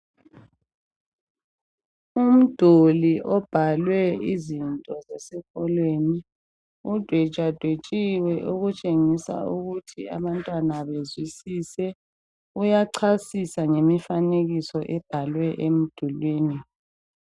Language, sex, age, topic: North Ndebele, female, 25-35, education